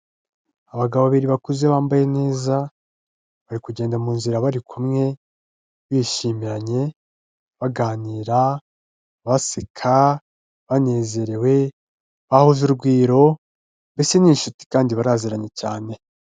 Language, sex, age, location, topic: Kinyarwanda, male, 25-35, Kigali, health